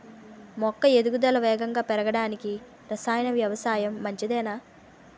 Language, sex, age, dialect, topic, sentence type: Telugu, female, 18-24, Utterandhra, agriculture, question